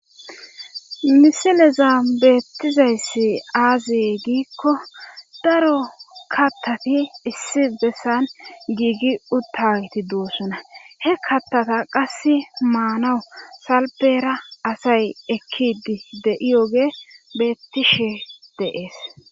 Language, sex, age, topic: Gamo, female, 25-35, government